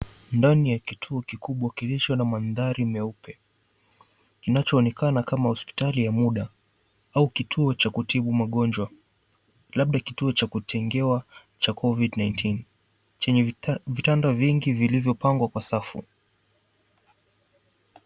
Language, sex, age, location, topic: Swahili, male, 18-24, Mombasa, health